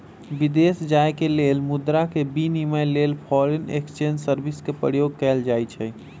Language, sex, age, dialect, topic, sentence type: Magahi, male, 25-30, Western, banking, statement